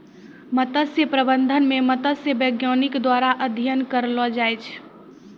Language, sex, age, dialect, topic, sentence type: Maithili, female, 18-24, Angika, agriculture, statement